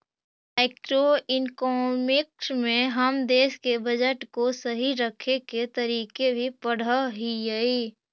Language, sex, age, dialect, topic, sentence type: Magahi, female, 60-100, Central/Standard, banking, statement